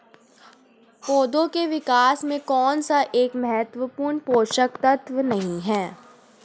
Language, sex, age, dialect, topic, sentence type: Hindi, female, 31-35, Hindustani Malvi Khadi Boli, agriculture, question